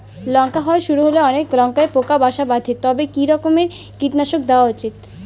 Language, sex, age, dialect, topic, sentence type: Bengali, female, 18-24, Rajbangshi, agriculture, question